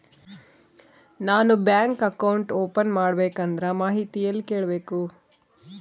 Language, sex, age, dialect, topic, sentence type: Kannada, female, 36-40, Central, banking, question